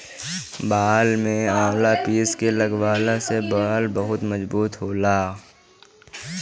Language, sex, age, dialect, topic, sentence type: Bhojpuri, male, 18-24, Northern, agriculture, statement